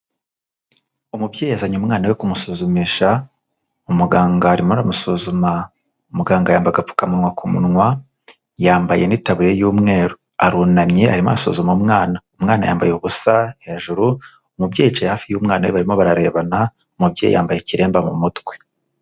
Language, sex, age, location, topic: Kinyarwanda, male, 36-49, Huye, health